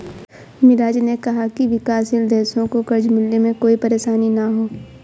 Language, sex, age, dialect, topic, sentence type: Hindi, female, 18-24, Awadhi Bundeli, banking, statement